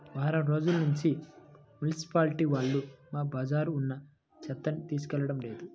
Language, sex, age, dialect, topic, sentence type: Telugu, male, 18-24, Central/Coastal, banking, statement